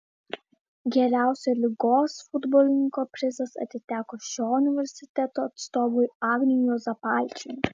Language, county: Lithuanian, Vilnius